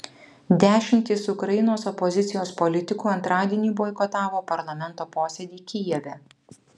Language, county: Lithuanian, Vilnius